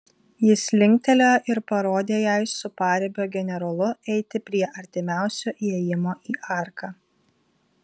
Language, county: Lithuanian, Vilnius